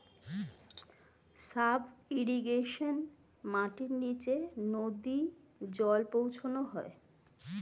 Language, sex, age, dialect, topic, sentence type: Bengali, female, 41-45, Standard Colloquial, agriculture, statement